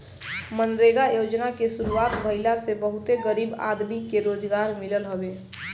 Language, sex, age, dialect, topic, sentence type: Bhojpuri, male, 18-24, Northern, banking, statement